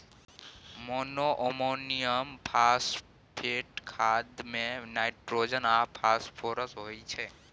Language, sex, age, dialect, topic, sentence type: Maithili, male, 18-24, Bajjika, agriculture, statement